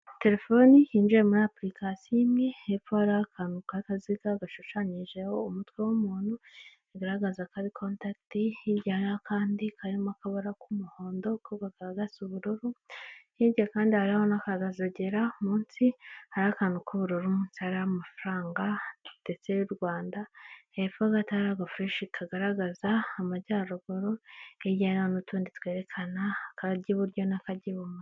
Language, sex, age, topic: Kinyarwanda, male, 18-24, finance